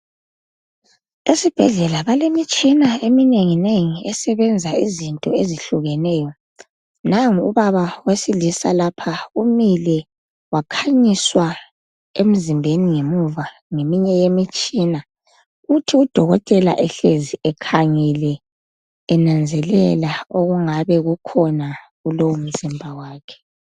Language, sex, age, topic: North Ndebele, male, 25-35, health